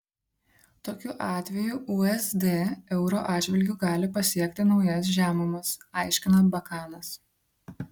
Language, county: Lithuanian, Šiauliai